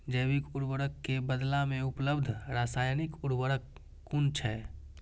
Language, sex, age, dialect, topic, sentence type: Maithili, female, 31-35, Eastern / Thethi, agriculture, question